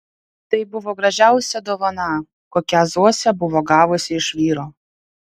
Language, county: Lithuanian, Vilnius